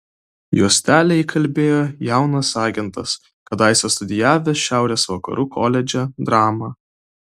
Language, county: Lithuanian, Vilnius